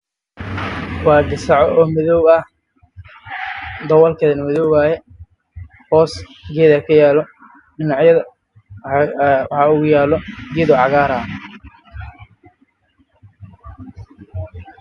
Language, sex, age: Somali, male, 18-24